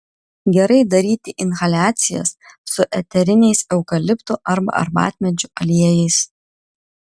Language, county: Lithuanian, Kaunas